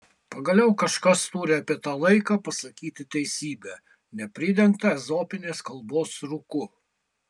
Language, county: Lithuanian, Kaunas